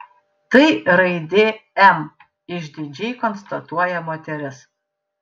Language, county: Lithuanian, Panevėžys